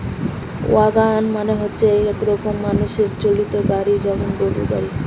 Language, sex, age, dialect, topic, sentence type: Bengali, female, 18-24, Western, agriculture, statement